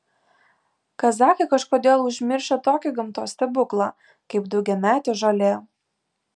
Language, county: Lithuanian, Alytus